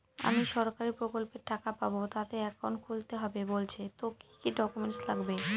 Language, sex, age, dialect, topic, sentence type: Bengali, female, 18-24, Northern/Varendri, banking, question